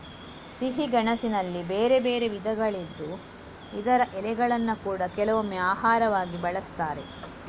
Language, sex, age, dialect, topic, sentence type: Kannada, female, 60-100, Coastal/Dakshin, agriculture, statement